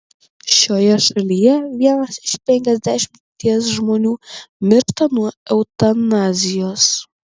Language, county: Lithuanian, Kaunas